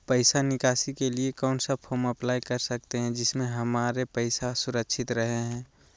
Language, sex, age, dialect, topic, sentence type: Magahi, male, 18-24, Southern, banking, question